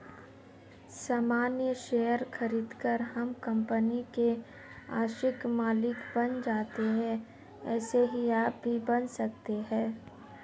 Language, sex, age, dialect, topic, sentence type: Hindi, female, 25-30, Marwari Dhudhari, banking, statement